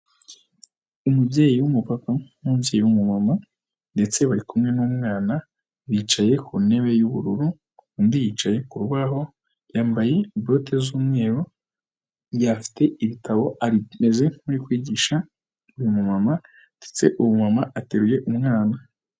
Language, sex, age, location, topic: Kinyarwanda, female, 18-24, Huye, health